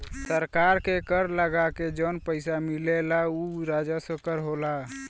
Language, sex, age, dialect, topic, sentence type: Bhojpuri, male, 18-24, Western, banking, statement